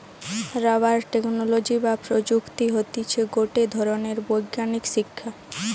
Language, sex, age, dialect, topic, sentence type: Bengali, female, 18-24, Western, agriculture, statement